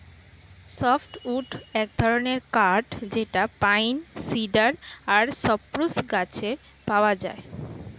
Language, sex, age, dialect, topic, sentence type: Bengali, female, 18-24, Standard Colloquial, agriculture, statement